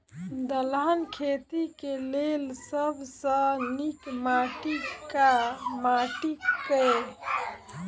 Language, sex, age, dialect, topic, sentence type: Maithili, female, 25-30, Southern/Standard, agriculture, question